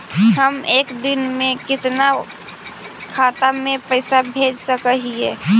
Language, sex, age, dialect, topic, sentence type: Magahi, female, 18-24, Central/Standard, banking, question